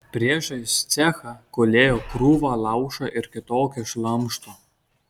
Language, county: Lithuanian, Kaunas